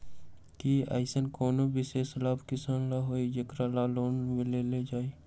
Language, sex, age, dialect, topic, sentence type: Magahi, male, 60-100, Western, agriculture, statement